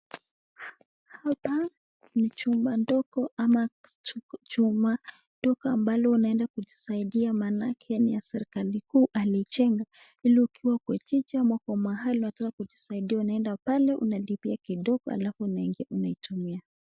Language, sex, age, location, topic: Swahili, female, 18-24, Nakuru, health